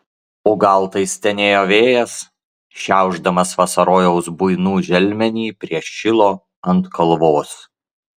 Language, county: Lithuanian, Klaipėda